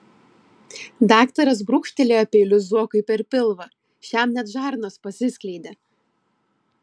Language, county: Lithuanian, Klaipėda